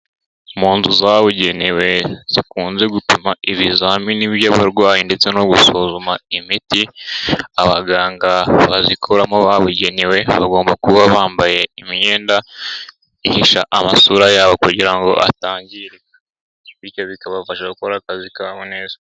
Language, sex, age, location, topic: Kinyarwanda, male, 18-24, Nyagatare, health